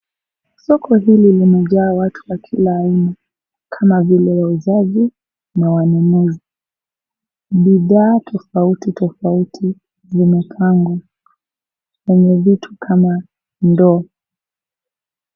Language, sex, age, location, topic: Swahili, female, 18-24, Mombasa, agriculture